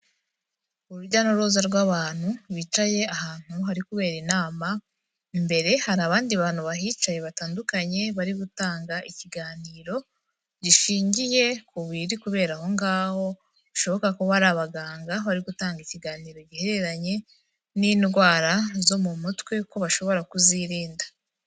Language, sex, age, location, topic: Kinyarwanda, female, 18-24, Kigali, health